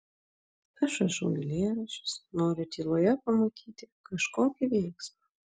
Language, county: Lithuanian, Vilnius